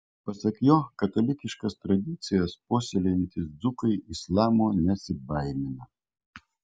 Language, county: Lithuanian, Kaunas